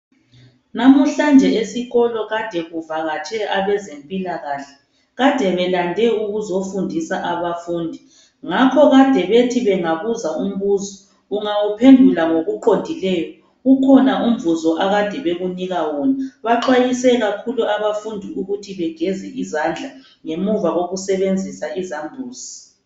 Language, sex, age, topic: North Ndebele, female, 25-35, health